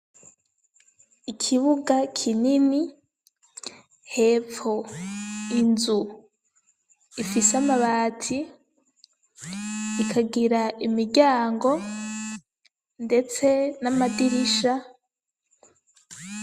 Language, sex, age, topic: Rundi, female, 25-35, education